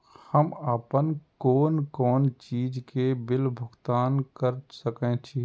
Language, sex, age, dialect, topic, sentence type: Maithili, male, 36-40, Eastern / Thethi, banking, question